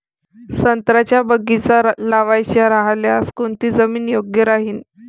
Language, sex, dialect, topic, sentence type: Marathi, female, Varhadi, agriculture, question